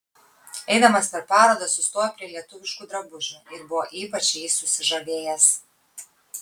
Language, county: Lithuanian, Kaunas